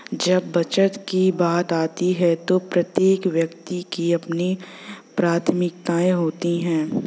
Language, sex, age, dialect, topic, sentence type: Hindi, female, 18-24, Hindustani Malvi Khadi Boli, banking, statement